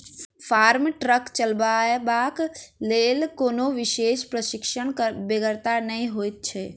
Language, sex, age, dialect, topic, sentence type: Maithili, female, 51-55, Southern/Standard, agriculture, statement